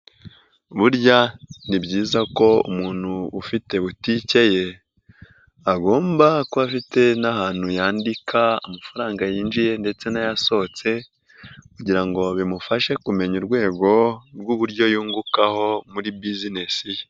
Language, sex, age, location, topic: Kinyarwanda, male, 18-24, Nyagatare, finance